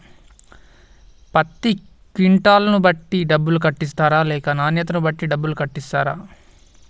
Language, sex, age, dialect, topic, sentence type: Telugu, male, 18-24, Telangana, agriculture, question